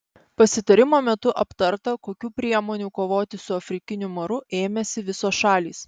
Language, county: Lithuanian, Panevėžys